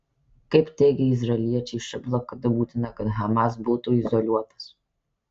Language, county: Lithuanian, Kaunas